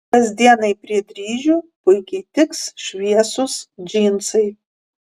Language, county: Lithuanian, Kaunas